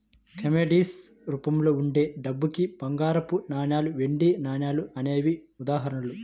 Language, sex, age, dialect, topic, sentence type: Telugu, male, 25-30, Central/Coastal, banking, statement